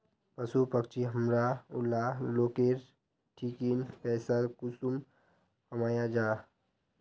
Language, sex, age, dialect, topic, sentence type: Magahi, male, 41-45, Northeastern/Surjapuri, agriculture, question